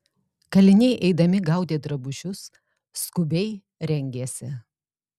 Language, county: Lithuanian, Alytus